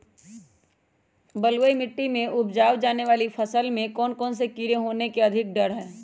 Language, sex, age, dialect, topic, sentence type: Magahi, female, 18-24, Western, agriculture, question